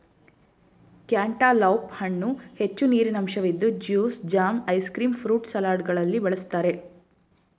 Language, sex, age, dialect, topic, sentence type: Kannada, female, 25-30, Mysore Kannada, agriculture, statement